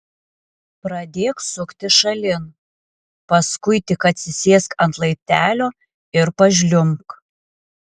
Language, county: Lithuanian, Alytus